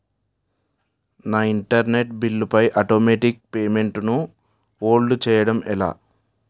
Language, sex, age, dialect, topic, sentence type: Telugu, male, 18-24, Utterandhra, banking, question